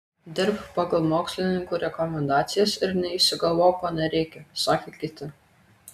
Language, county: Lithuanian, Kaunas